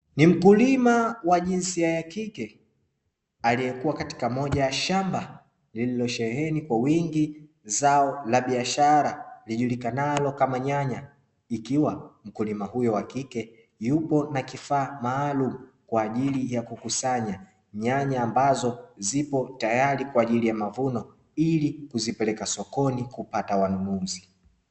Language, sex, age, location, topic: Swahili, male, 25-35, Dar es Salaam, agriculture